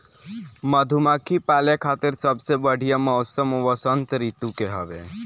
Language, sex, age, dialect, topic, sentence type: Bhojpuri, male, <18, Northern, agriculture, statement